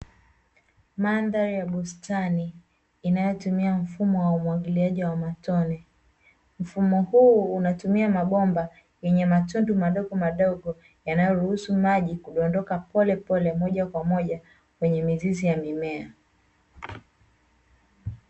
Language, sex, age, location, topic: Swahili, female, 25-35, Dar es Salaam, agriculture